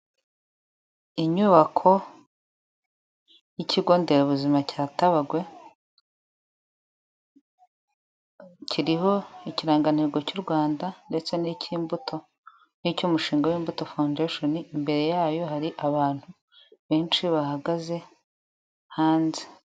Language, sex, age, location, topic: Kinyarwanda, female, 25-35, Huye, health